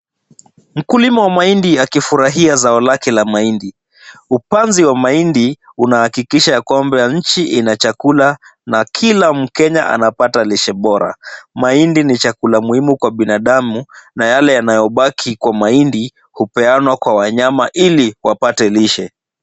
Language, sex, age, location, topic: Swahili, male, 36-49, Kisumu, agriculture